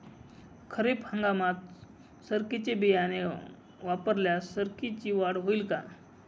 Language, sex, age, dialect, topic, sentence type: Marathi, male, 56-60, Northern Konkan, agriculture, question